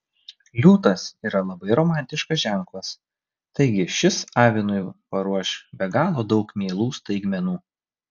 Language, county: Lithuanian, Vilnius